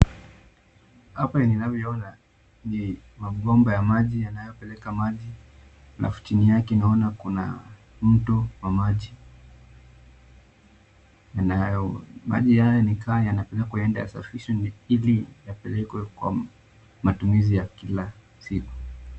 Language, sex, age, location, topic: Swahili, male, 18-24, Nakuru, government